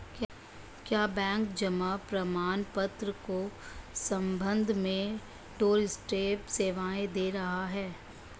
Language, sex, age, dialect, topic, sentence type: Hindi, male, 56-60, Marwari Dhudhari, banking, statement